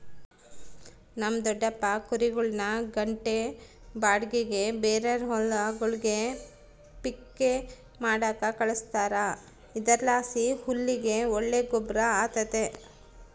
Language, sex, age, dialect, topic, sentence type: Kannada, female, 46-50, Central, agriculture, statement